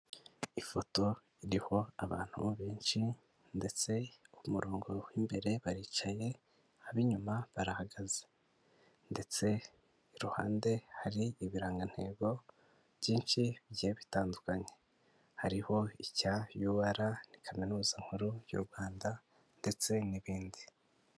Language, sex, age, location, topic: Kinyarwanda, male, 18-24, Huye, health